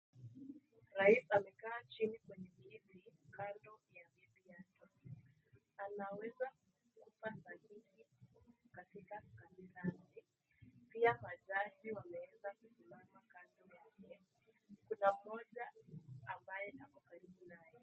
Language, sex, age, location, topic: Swahili, female, 18-24, Nakuru, government